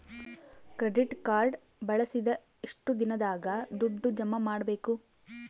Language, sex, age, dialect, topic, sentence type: Kannada, female, 18-24, Central, banking, question